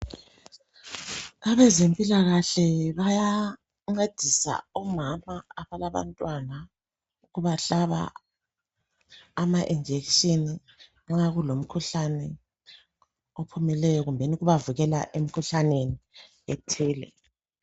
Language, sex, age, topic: North Ndebele, female, 36-49, health